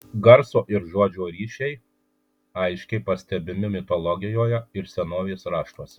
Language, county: Lithuanian, Kaunas